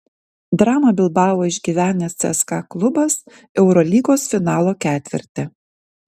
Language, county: Lithuanian, Kaunas